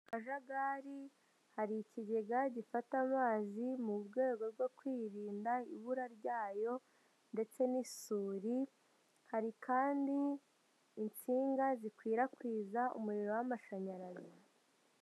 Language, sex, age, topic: Kinyarwanda, female, 50+, government